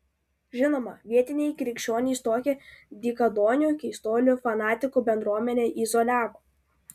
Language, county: Lithuanian, Klaipėda